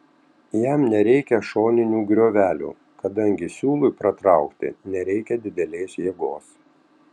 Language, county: Lithuanian, Tauragė